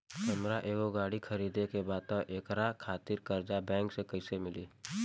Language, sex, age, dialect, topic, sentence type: Bhojpuri, male, 18-24, Southern / Standard, banking, question